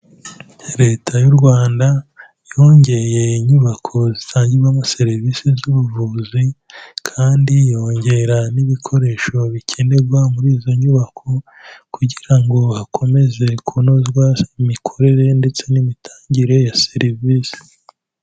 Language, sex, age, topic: Kinyarwanda, male, 18-24, health